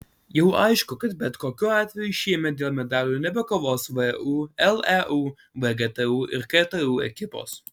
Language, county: Lithuanian, Alytus